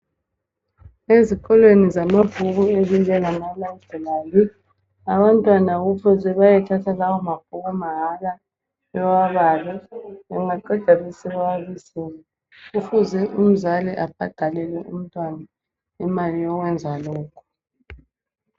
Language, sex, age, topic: North Ndebele, male, 25-35, education